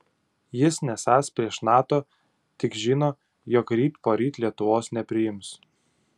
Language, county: Lithuanian, Utena